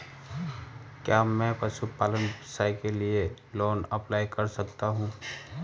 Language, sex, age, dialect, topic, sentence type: Hindi, male, 36-40, Marwari Dhudhari, banking, question